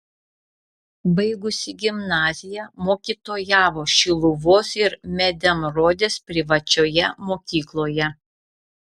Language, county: Lithuanian, Šiauliai